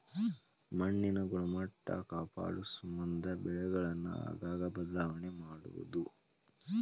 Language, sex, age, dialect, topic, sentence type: Kannada, male, 18-24, Dharwad Kannada, agriculture, statement